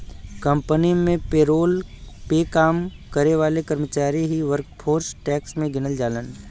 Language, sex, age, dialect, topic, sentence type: Bhojpuri, male, 25-30, Western, banking, statement